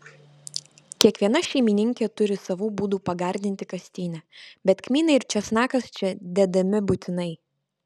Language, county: Lithuanian, Vilnius